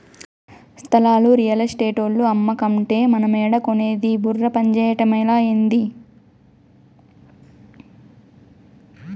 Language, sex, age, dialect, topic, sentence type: Telugu, female, 18-24, Southern, banking, statement